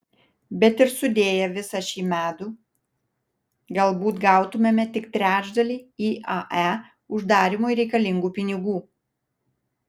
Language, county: Lithuanian, Vilnius